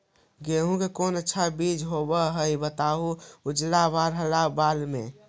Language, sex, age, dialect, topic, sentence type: Magahi, male, 25-30, Central/Standard, agriculture, question